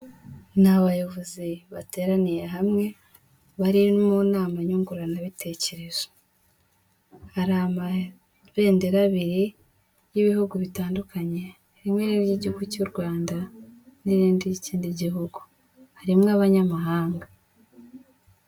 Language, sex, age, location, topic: Kinyarwanda, female, 18-24, Kigali, health